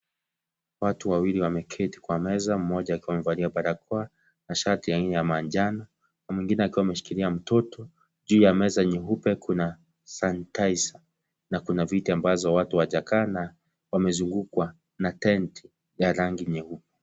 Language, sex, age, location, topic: Swahili, male, 25-35, Kisii, health